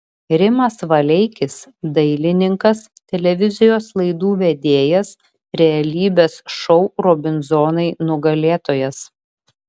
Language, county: Lithuanian, Vilnius